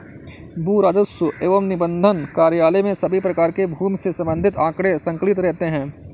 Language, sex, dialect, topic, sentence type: Hindi, male, Awadhi Bundeli, agriculture, statement